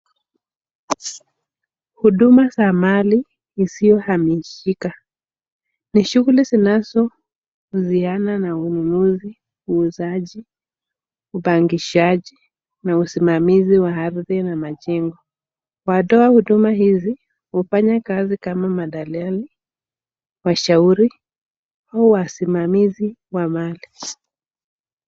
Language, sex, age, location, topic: Swahili, male, 36-49, Nairobi, finance